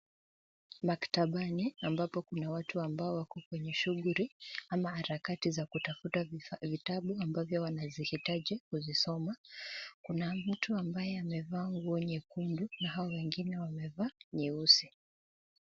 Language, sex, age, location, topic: Swahili, male, 18-24, Nairobi, education